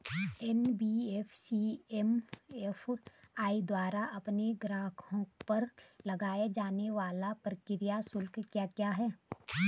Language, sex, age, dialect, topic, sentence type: Hindi, female, 31-35, Garhwali, banking, question